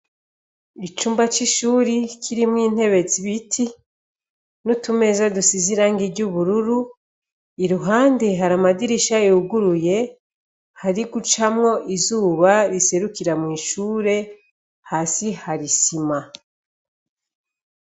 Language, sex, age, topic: Rundi, female, 36-49, education